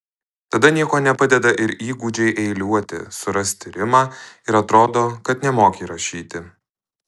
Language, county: Lithuanian, Alytus